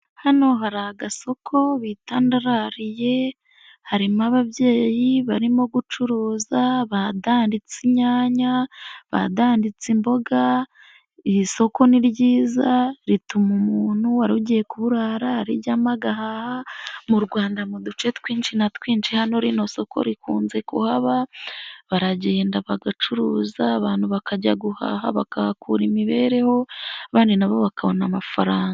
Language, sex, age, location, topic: Kinyarwanda, female, 18-24, Nyagatare, finance